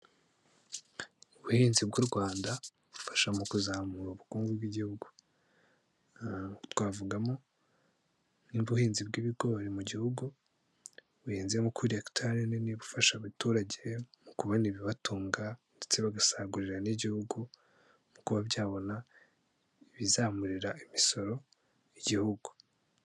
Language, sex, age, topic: Kinyarwanda, male, 18-24, agriculture